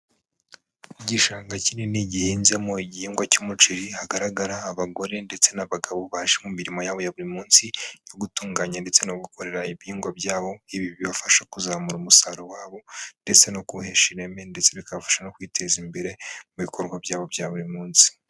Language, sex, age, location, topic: Kinyarwanda, female, 18-24, Huye, agriculture